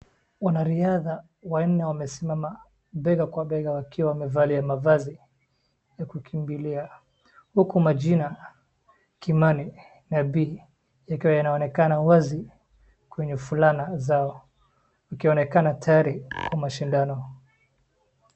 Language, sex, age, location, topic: Swahili, male, 25-35, Wajir, education